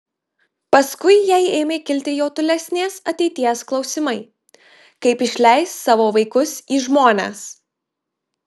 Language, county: Lithuanian, Marijampolė